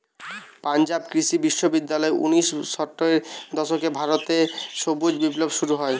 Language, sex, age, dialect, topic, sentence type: Bengali, male, 18-24, Western, agriculture, statement